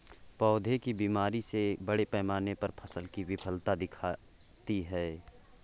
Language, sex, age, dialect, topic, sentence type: Hindi, male, 18-24, Awadhi Bundeli, agriculture, statement